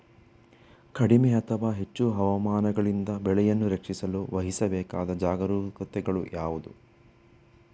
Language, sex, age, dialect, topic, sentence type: Kannada, male, 18-24, Coastal/Dakshin, agriculture, question